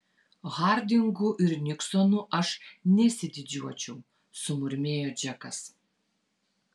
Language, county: Lithuanian, Vilnius